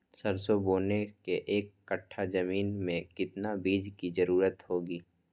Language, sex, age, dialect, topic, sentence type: Magahi, male, 41-45, Western, agriculture, question